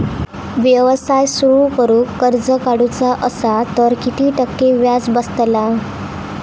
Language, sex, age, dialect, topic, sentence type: Marathi, female, 18-24, Southern Konkan, banking, question